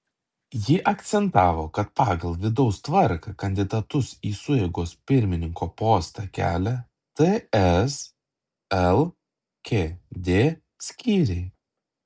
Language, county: Lithuanian, Klaipėda